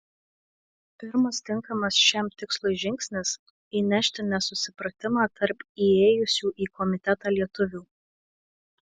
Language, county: Lithuanian, Marijampolė